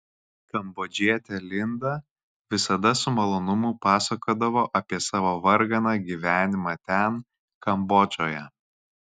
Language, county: Lithuanian, Kaunas